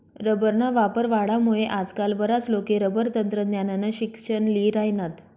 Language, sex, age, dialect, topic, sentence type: Marathi, female, 25-30, Northern Konkan, agriculture, statement